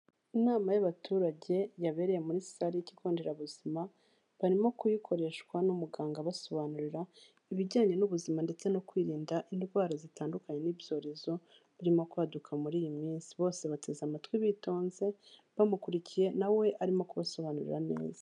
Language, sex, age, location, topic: Kinyarwanda, female, 36-49, Kigali, health